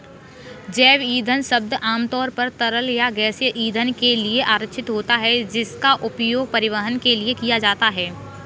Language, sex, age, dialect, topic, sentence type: Hindi, female, 18-24, Kanauji Braj Bhasha, agriculture, statement